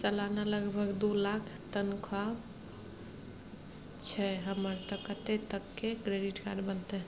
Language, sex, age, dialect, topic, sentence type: Maithili, female, 25-30, Bajjika, banking, question